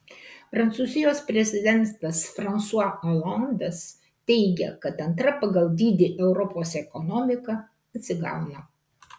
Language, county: Lithuanian, Kaunas